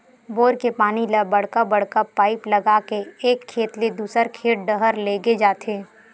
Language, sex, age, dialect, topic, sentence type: Chhattisgarhi, female, 18-24, Western/Budati/Khatahi, agriculture, statement